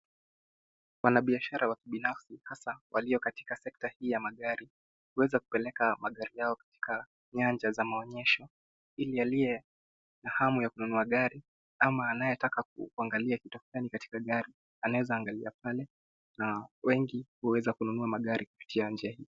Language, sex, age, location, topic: Swahili, male, 18-24, Nairobi, finance